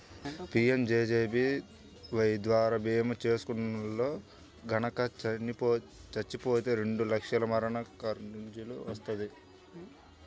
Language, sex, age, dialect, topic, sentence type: Telugu, male, 18-24, Central/Coastal, banking, statement